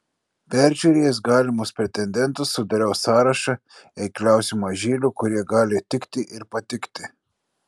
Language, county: Lithuanian, Klaipėda